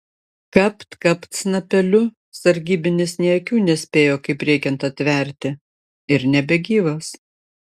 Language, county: Lithuanian, Panevėžys